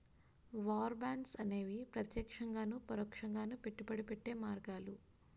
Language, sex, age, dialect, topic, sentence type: Telugu, female, 25-30, Utterandhra, banking, statement